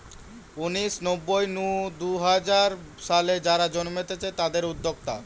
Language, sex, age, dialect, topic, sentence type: Bengali, male, <18, Western, banking, statement